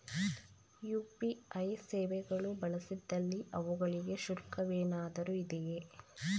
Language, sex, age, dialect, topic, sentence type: Kannada, female, 18-24, Mysore Kannada, banking, question